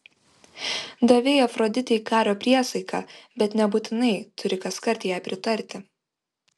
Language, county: Lithuanian, Vilnius